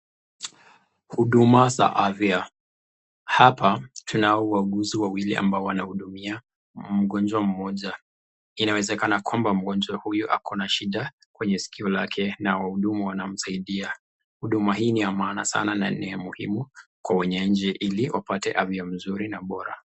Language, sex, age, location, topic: Swahili, male, 25-35, Nakuru, health